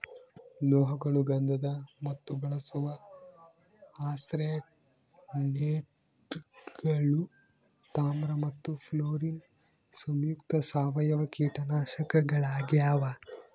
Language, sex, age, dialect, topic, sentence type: Kannada, male, 18-24, Central, agriculture, statement